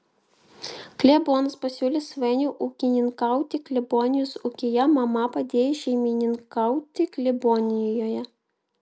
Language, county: Lithuanian, Vilnius